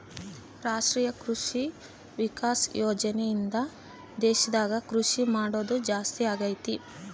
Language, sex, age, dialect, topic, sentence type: Kannada, female, 25-30, Central, agriculture, statement